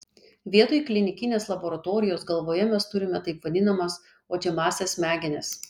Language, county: Lithuanian, Kaunas